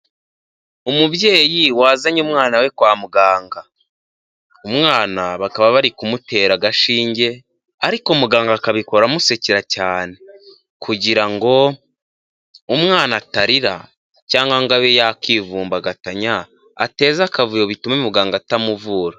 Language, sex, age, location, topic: Kinyarwanda, male, 18-24, Huye, health